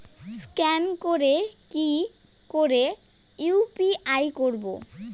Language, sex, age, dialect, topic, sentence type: Bengali, male, 18-24, Rajbangshi, banking, question